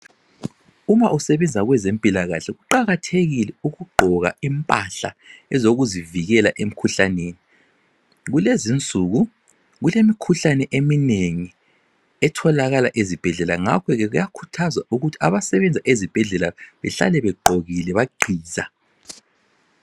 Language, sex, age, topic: North Ndebele, male, 36-49, health